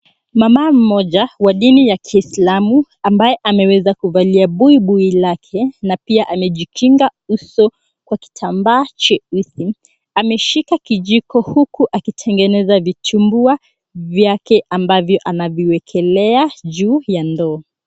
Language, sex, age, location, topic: Swahili, female, 18-24, Mombasa, agriculture